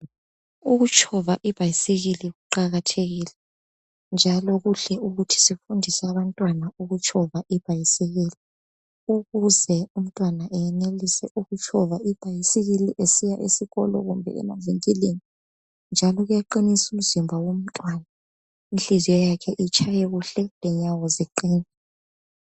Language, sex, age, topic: North Ndebele, female, 25-35, health